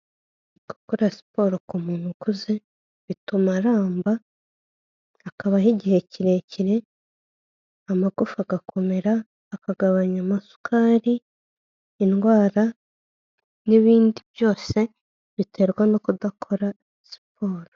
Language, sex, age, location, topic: Kinyarwanda, female, 25-35, Kigali, health